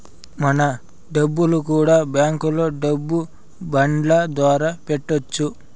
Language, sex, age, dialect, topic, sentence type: Telugu, male, 56-60, Southern, banking, statement